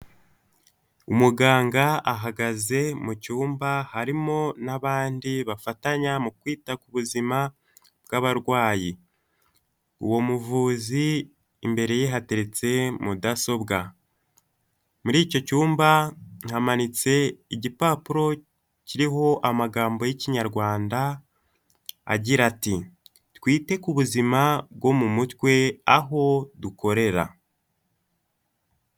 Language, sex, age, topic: Kinyarwanda, male, 18-24, health